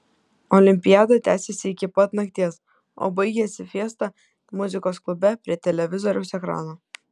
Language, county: Lithuanian, Kaunas